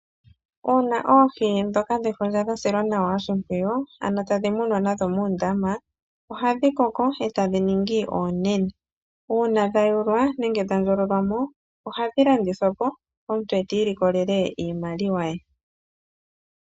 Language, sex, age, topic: Oshiwambo, female, 25-35, agriculture